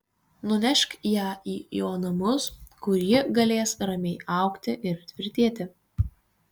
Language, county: Lithuanian, Kaunas